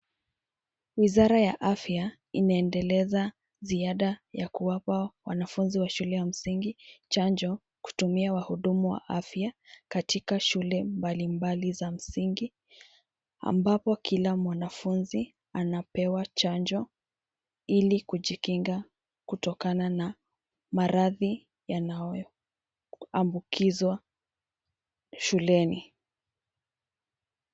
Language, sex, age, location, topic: Swahili, female, 25-35, Nairobi, health